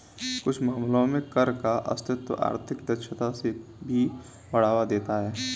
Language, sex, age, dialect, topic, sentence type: Hindi, male, 18-24, Kanauji Braj Bhasha, banking, statement